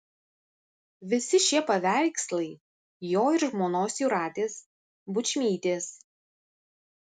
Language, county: Lithuanian, Vilnius